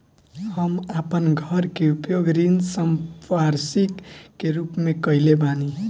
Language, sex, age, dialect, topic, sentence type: Bhojpuri, male, <18, Northern, banking, statement